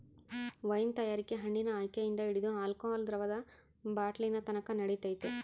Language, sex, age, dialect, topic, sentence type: Kannada, female, 25-30, Central, agriculture, statement